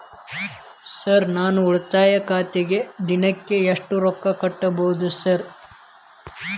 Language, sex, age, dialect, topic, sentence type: Kannada, male, 18-24, Dharwad Kannada, banking, question